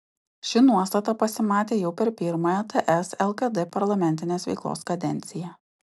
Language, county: Lithuanian, Utena